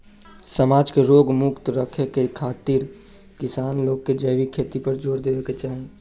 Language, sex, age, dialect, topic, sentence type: Bhojpuri, male, 18-24, Southern / Standard, agriculture, statement